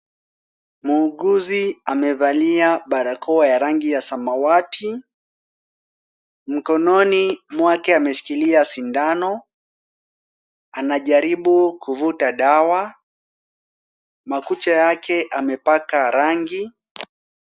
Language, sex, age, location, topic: Swahili, male, 18-24, Kisumu, health